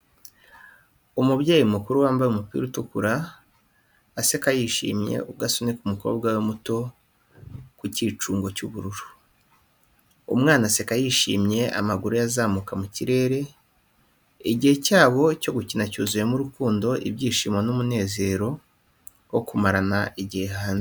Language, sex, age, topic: Kinyarwanda, male, 25-35, education